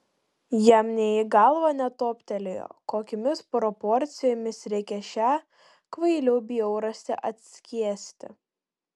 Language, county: Lithuanian, Panevėžys